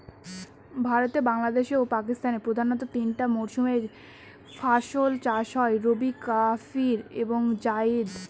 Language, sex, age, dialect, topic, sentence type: Bengali, female, 18-24, Northern/Varendri, agriculture, statement